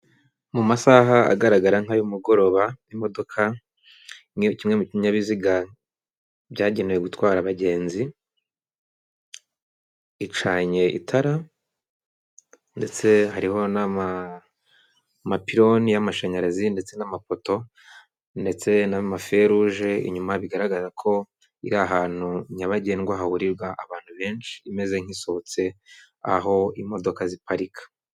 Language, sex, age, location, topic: Kinyarwanda, male, 25-35, Kigali, government